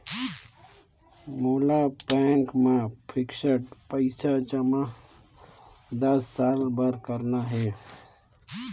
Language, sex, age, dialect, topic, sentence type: Chhattisgarhi, male, 18-24, Northern/Bhandar, banking, question